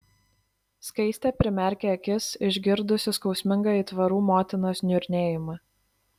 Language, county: Lithuanian, Klaipėda